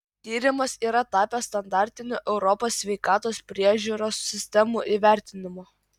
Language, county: Lithuanian, Kaunas